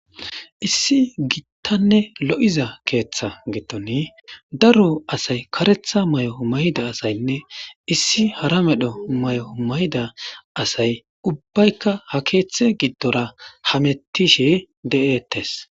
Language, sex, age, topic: Gamo, male, 18-24, government